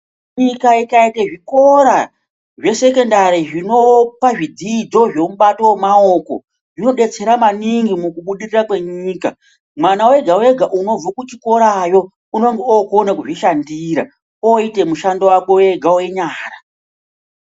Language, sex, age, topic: Ndau, female, 36-49, education